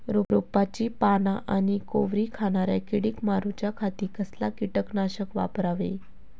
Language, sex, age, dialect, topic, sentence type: Marathi, female, 18-24, Southern Konkan, agriculture, question